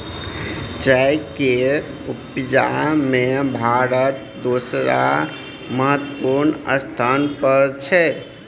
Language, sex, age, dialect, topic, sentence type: Maithili, male, 25-30, Bajjika, agriculture, statement